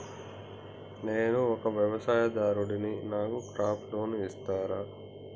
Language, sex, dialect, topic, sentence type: Telugu, male, Telangana, banking, question